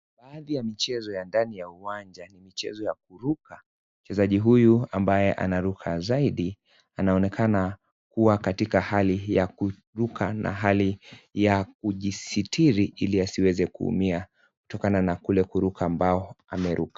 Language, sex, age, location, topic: Swahili, male, 25-35, Kisii, government